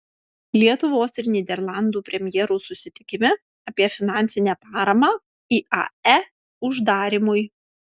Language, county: Lithuanian, Panevėžys